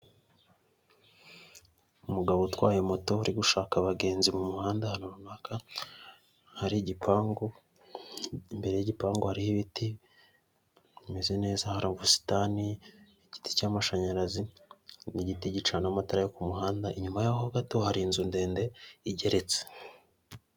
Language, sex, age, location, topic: Kinyarwanda, male, 18-24, Kigali, government